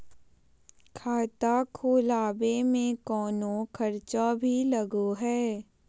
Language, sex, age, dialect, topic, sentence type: Magahi, female, 18-24, Southern, banking, question